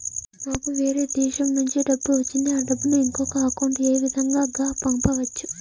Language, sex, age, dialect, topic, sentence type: Telugu, female, 18-24, Southern, banking, question